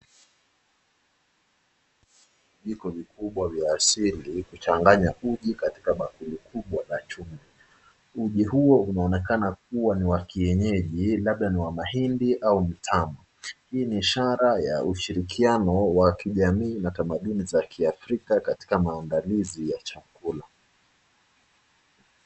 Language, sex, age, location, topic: Swahili, male, 25-35, Nakuru, agriculture